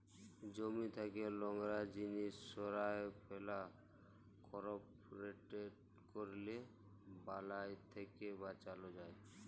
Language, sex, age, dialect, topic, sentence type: Bengali, male, 18-24, Jharkhandi, agriculture, statement